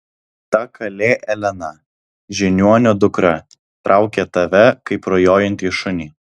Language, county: Lithuanian, Alytus